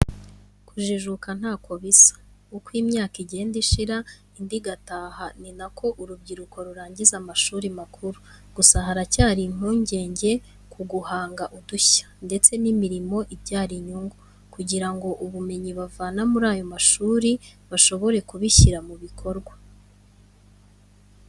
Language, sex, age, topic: Kinyarwanda, female, 25-35, education